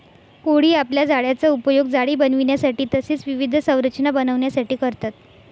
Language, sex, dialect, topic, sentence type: Marathi, female, Northern Konkan, agriculture, statement